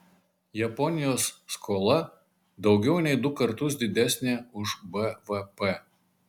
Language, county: Lithuanian, Marijampolė